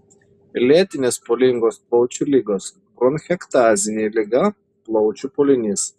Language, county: Lithuanian, Šiauliai